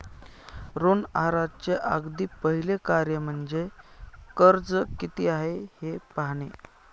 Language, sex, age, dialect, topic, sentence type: Marathi, male, 31-35, Northern Konkan, banking, statement